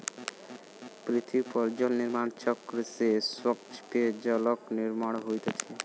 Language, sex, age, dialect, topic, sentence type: Maithili, male, 18-24, Southern/Standard, agriculture, statement